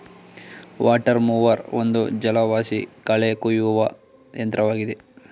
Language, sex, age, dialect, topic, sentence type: Kannada, male, 18-24, Mysore Kannada, agriculture, statement